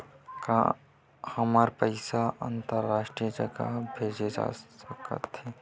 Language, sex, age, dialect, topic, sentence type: Chhattisgarhi, male, 18-24, Western/Budati/Khatahi, banking, question